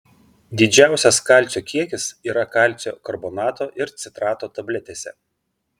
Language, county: Lithuanian, Vilnius